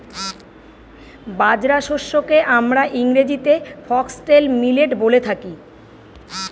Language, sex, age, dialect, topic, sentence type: Bengali, female, 41-45, Northern/Varendri, agriculture, statement